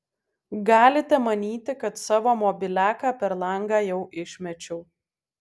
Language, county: Lithuanian, Alytus